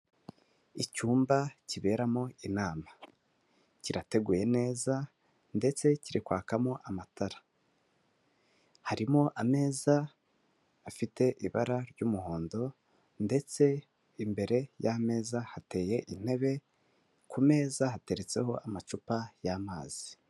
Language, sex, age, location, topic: Kinyarwanda, male, 25-35, Kigali, finance